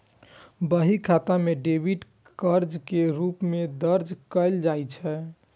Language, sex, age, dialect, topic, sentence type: Maithili, female, 18-24, Eastern / Thethi, banking, statement